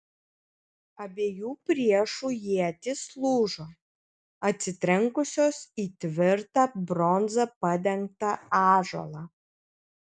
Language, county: Lithuanian, Kaunas